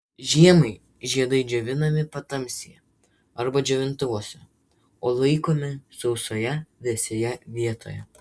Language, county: Lithuanian, Vilnius